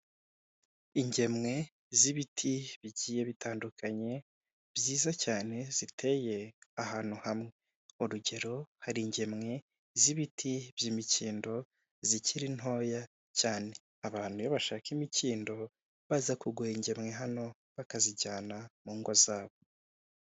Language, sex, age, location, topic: Kinyarwanda, male, 25-35, Kigali, government